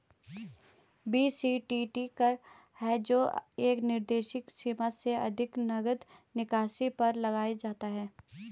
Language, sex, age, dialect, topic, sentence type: Hindi, female, 25-30, Garhwali, banking, statement